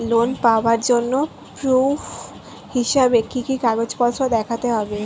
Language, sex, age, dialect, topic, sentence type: Bengali, female, 18-24, Standard Colloquial, banking, statement